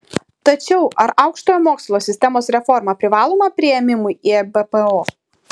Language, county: Lithuanian, Šiauliai